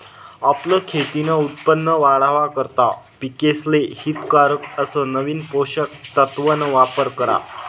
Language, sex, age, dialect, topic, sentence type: Marathi, male, 25-30, Northern Konkan, agriculture, statement